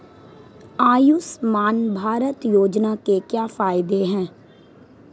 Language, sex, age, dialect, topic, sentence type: Hindi, female, 18-24, Marwari Dhudhari, banking, question